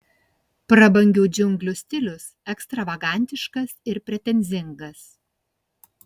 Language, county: Lithuanian, Kaunas